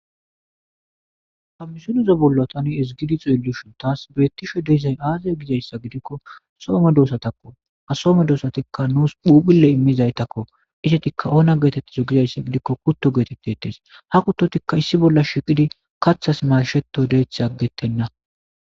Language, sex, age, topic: Gamo, male, 25-35, agriculture